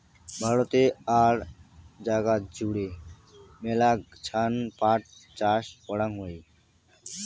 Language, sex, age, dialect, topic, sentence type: Bengali, male, 18-24, Rajbangshi, agriculture, statement